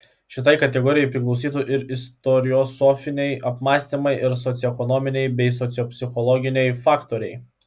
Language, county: Lithuanian, Klaipėda